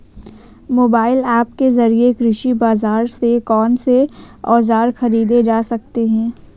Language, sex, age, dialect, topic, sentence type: Hindi, female, 18-24, Awadhi Bundeli, agriculture, question